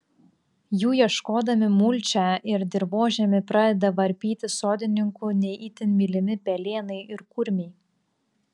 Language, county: Lithuanian, Klaipėda